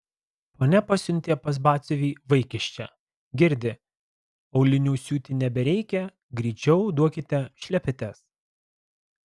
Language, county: Lithuanian, Alytus